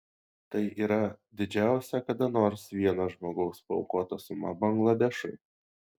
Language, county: Lithuanian, Šiauliai